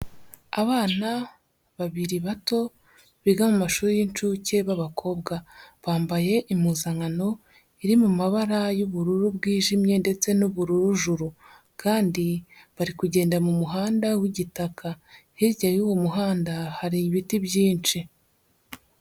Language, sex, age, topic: Kinyarwanda, male, 25-35, education